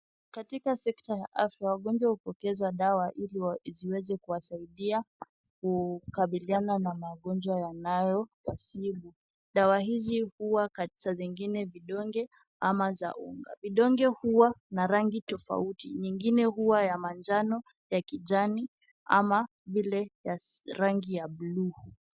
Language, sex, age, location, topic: Swahili, female, 18-24, Kisumu, health